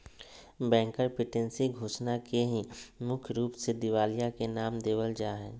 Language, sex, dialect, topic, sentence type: Magahi, male, Southern, banking, statement